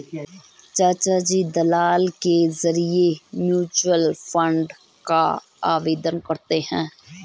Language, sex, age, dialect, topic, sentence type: Hindi, female, 25-30, Garhwali, banking, statement